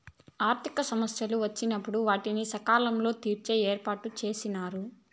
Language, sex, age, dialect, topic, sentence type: Telugu, female, 18-24, Southern, banking, statement